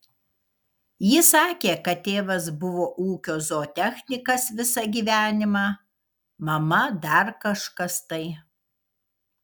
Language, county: Lithuanian, Kaunas